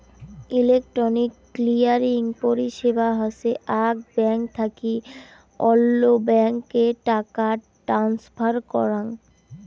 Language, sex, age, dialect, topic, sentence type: Bengali, female, 18-24, Rajbangshi, banking, statement